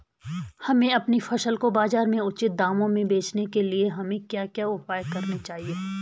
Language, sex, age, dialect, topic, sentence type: Hindi, female, 41-45, Garhwali, agriculture, question